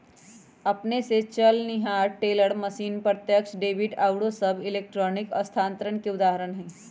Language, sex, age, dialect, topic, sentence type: Magahi, female, 36-40, Western, banking, statement